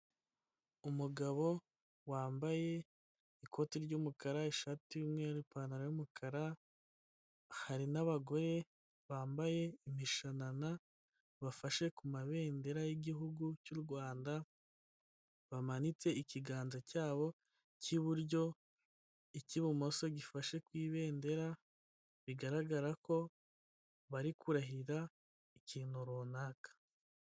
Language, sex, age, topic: Kinyarwanda, male, 18-24, government